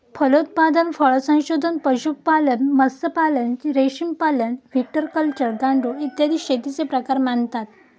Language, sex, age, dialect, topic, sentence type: Marathi, female, 18-24, Standard Marathi, agriculture, statement